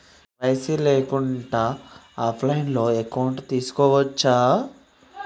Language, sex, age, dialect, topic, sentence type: Telugu, male, 18-24, Telangana, banking, question